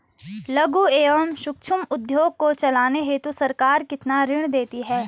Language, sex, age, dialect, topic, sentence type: Hindi, female, 18-24, Garhwali, banking, question